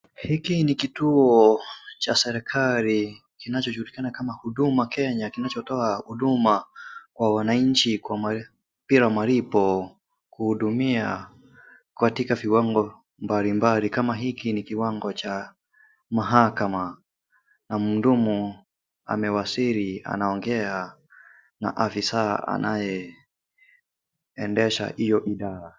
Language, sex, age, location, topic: Swahili, male, 25-35, Kisii, government